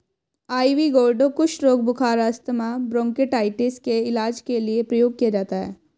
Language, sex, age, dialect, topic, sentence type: Hindi, female, 25-30, Hindustani Malvi Khadi Boli, agriculture, statement